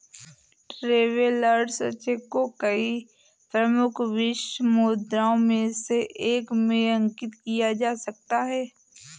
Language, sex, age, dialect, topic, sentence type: Hindi, female, 18-24, Awadhi Bundeli, banking, statement